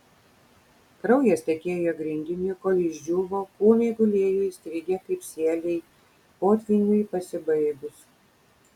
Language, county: Lithuanian, Kaunas